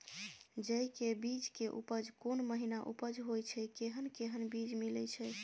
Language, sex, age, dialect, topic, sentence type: Maithili, female, 18-24, Bajjika, agriculture, question